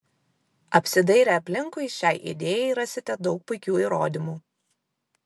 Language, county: Lithuanian, Vilnius